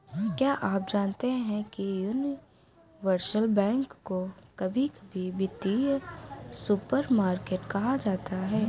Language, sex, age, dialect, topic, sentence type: Hindi, female, 18-24, Awadhi Bundeli, banking, statement